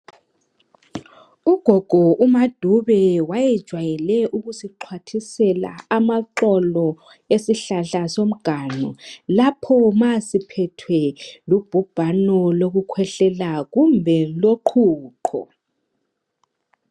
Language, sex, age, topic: North Ndebele, male, 50+, health